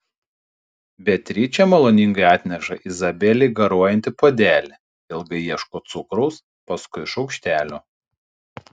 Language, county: Lithuanian, Panevėžys